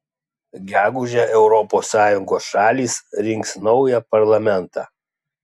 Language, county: Lithuanian, Klaipėda